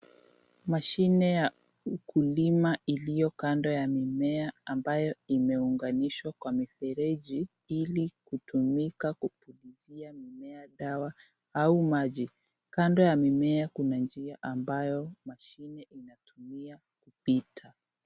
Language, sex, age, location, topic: Swahili, female, 18-24, Nairobi, agriculture